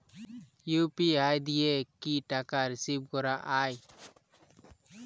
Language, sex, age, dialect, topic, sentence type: Bengali, male, 18-24, Jharkhandi, banking, question